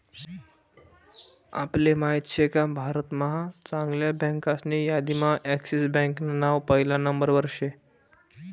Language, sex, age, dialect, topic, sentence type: Marathi, male, 18-24, Northern Konkan, banking, statement